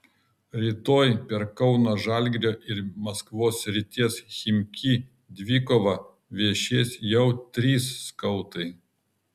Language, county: Lithuanian, Kaunas